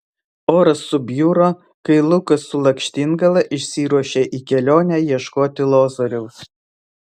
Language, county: Lithuanian, Vilnius